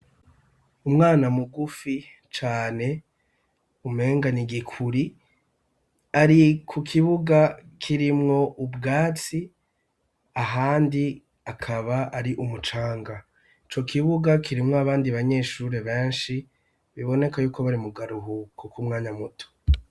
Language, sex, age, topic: Rundi, male, 36-49, education